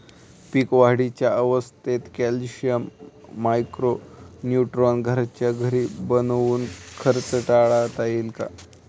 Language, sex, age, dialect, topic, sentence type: Marathi, male, 18-24, Standard Marathi, agriculture, question